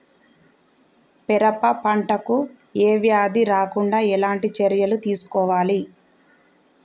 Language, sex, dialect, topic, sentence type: Telugu, female, Telangana, agriculture, question